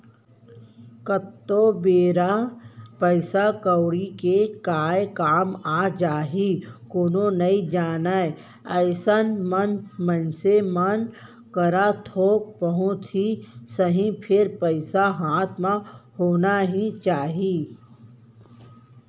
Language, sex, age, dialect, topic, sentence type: Chhattisgarhi, female, 18-24, Central, banking, statement